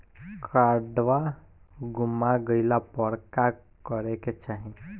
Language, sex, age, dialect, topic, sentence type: Bhojpuri, male, 18-24, Southern / Standard, banking, question